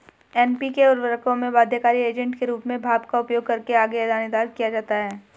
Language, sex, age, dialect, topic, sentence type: Hindi, female, 25-30, Hindustani Malvi Khadi Boli, agriculture, statement